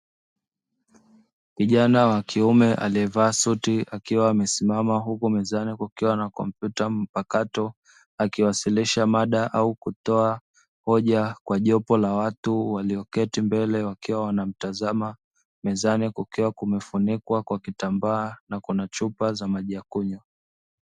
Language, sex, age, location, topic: Swahili, male, 25-35, Dar es Salaam, education